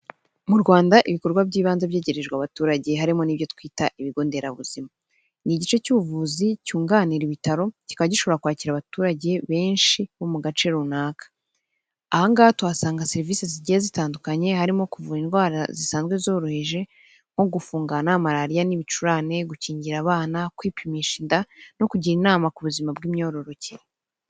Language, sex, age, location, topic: Kinyarwanda, female, 18-24, Kigali, health